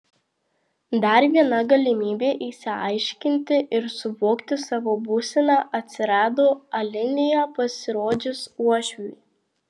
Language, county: Lithuanian, Marijampolė